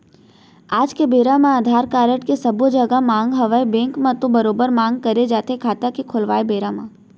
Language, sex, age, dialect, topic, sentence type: Chhattisgarhi, female, 18-24, Central, banking, statement